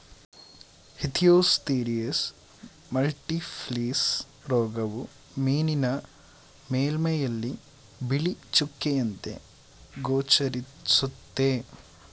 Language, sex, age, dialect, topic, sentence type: Kannada, male, 18-24, Mysore Kannada, agriculture, statement